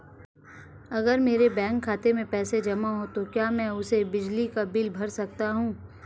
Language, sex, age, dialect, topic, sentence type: Hindi, female, 25-30, Marwari Dhudhari, banking, question